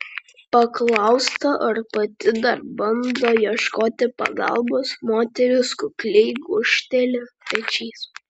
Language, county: Lithuanian, Vilnius